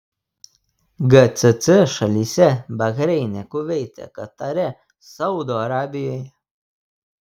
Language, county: Lithuanian, Telšiai